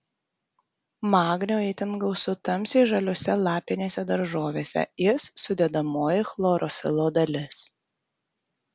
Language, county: Lithuanian, Tauragė